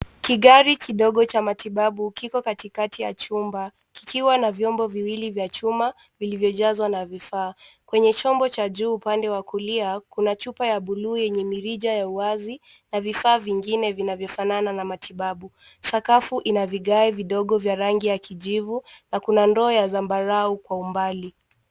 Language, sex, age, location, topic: Swahili, female, 18-24, Nairobi, health